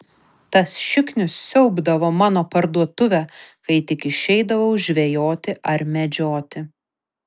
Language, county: Lithuanian, Vilnius